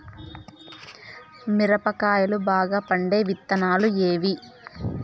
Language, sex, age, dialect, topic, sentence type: Telugu, female, 18-24, Southern, agriculture, question